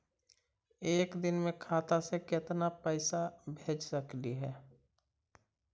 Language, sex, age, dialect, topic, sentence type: Magahi, male, 31-35, Central/Standard, banking, question